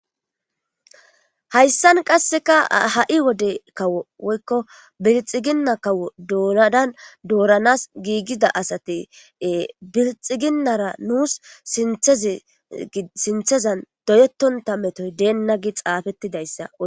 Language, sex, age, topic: Gamo, male, 18-24, government